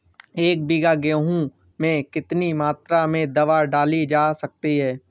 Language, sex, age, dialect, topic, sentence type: Hindi, male, 25-30, Awadhi Bundeli, agriculture, question